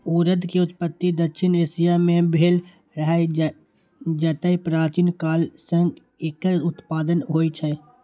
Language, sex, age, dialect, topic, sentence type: Maithili, male, 18-24, Eastern / Thethi, agriculture, statement